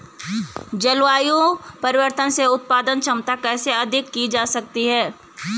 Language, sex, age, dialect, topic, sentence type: Hindi, female, 31-35, Garhwali, agriculture, question